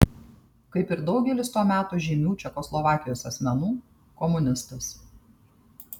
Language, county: Lithuanian, Tauragė